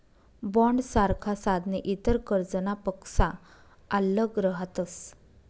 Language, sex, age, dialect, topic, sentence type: Marathi, female, 31-35, Northern Konkan, banking, statement